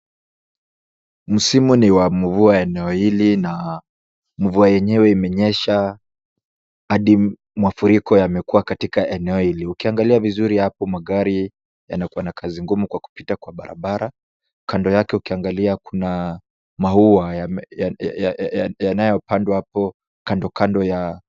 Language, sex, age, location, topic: Swahili, male, 18-24, Kisumu, health